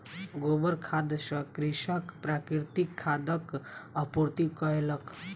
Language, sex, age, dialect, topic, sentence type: Maithili, female, 18-24, Southern/Standard, agriculture, statement